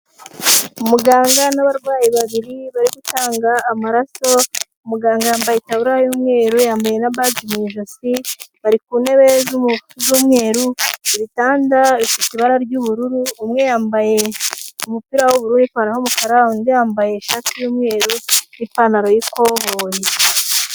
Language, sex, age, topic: Kinyarwanda, female, 18-24, health